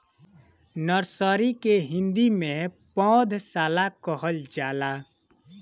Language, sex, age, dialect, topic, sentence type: Bhojpuri, male, 18-24, Northern, agriculture, statement